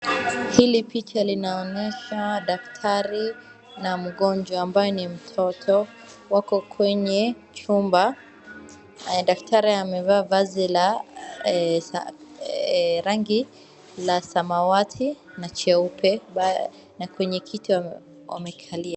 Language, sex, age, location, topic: Swahili, female, 25-35, Wajir, health